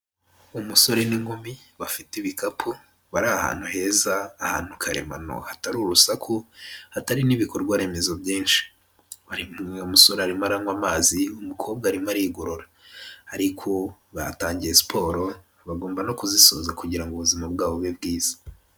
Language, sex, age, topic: Kinyarwanda, male, 18-24, health